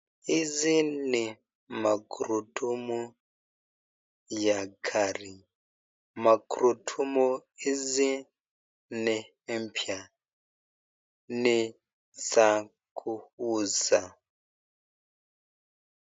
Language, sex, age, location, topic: Swahili, male, 36-49, Nakuru, finance